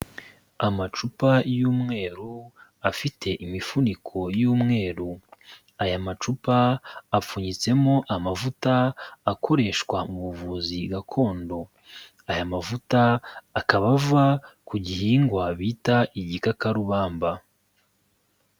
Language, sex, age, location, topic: Kinyarwanda, male, 25-35, Kigali, health